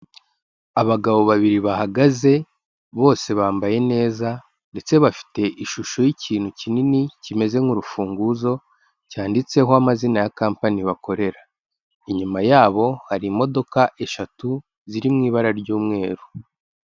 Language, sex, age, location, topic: Kinyarwanda, male, 25-35, Kigali, finance